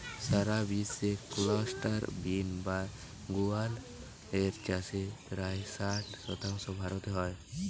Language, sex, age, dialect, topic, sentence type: Bengali, male, 18-24, Western, agriculture, statement